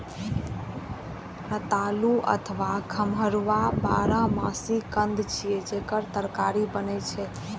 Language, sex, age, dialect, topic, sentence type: Maithili, female, 18-24, Eastern / Thethi, agriculture, statement